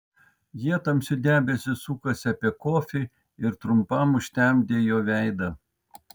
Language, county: Lithuanian, Vilnius